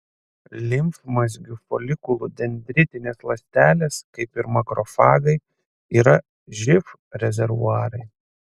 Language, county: Lithuanian, Panevėžys